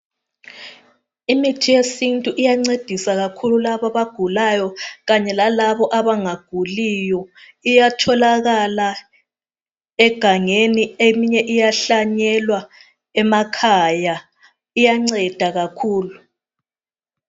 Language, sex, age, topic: North Ndebele, female, 25-35, health